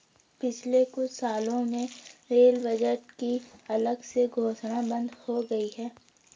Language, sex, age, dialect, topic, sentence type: Hindi, female, 18-24, Garhwali, banking, statement